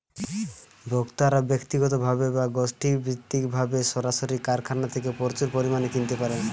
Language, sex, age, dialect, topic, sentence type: Bengali, male, 18-24, Western, agriculture, statement